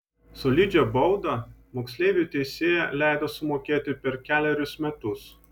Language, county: Lithuanian, Vilnius